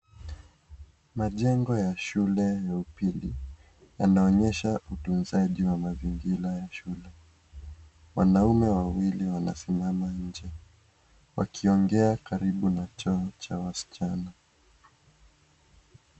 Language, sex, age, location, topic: Swahili, male, 18-24, Kisii, health